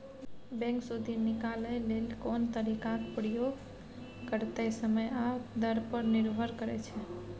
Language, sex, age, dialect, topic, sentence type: Maithili, female, 25-30, Bajjika, banking, statement